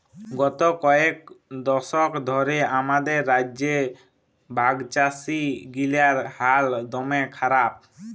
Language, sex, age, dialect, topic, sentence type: Bengali, male, 25-30, Jharkhandi, agriculture, statement